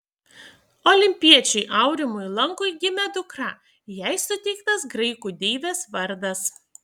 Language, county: Lithuanian, Šiauliai